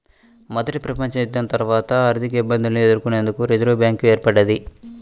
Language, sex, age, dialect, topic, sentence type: Telugu, male, 25-30, Central/Coastal, banking, statement